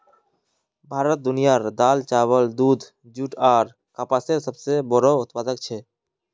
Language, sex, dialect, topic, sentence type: Magahi, male, Northeastern/Surjapuri, agriculture, statement